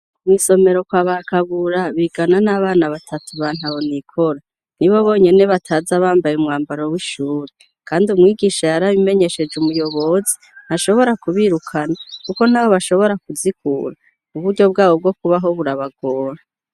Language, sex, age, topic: Rundi, female, 36-49, education